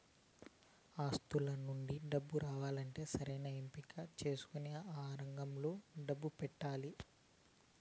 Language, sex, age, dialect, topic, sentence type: Telugu, male, 31-35, Southern, banking, statement